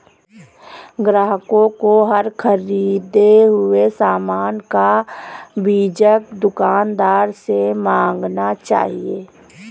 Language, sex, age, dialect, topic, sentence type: Hindi, female, 25-30, Kanauji Braj Bhasha, banking, statement